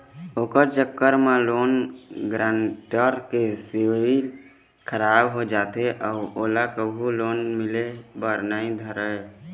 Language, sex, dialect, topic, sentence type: Chhattisgarhi, male, Eastern, banking, statement